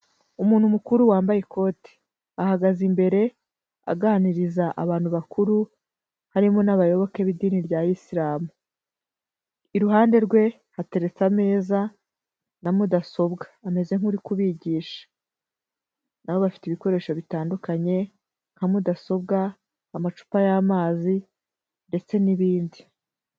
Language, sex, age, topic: Kinyarwanda, female, 18-24, education